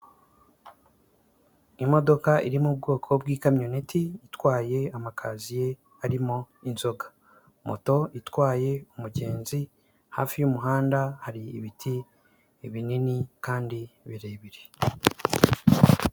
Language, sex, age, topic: Kinyarwanda, male, 25-35, government